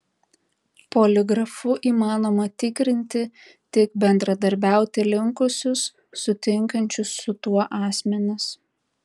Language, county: Lithuanian, Tauragė